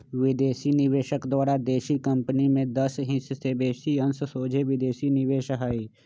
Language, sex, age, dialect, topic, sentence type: Magahi, male, 25-30, Western, banking, statement